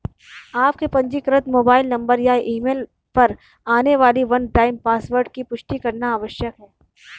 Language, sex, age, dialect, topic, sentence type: Hindi, female, 31-35, Marwari Dhudhari, banking, statement